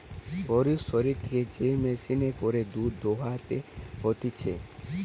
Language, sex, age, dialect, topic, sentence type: Bengali, male, 18-24, Western, agriculture, statement